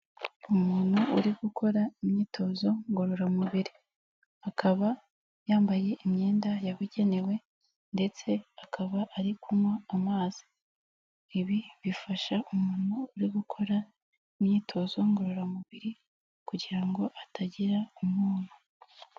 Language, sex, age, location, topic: Kinyarwanda, female, 25-35, Kigali, health